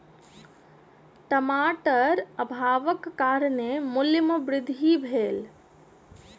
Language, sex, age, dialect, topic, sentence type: Maithili, female, 25-30, Southern/Standard, agriculture, statement